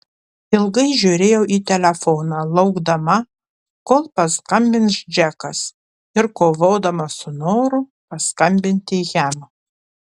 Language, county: Lithuanian, Panevėžys